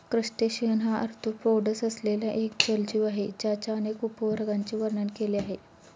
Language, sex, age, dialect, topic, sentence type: Marathi, female, 31-35, Standard Marathi, agriculture, statement